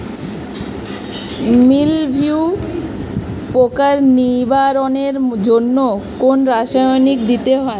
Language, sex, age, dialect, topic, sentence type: Bengali, female, 25-30, Standard Colloquial, agriculture, question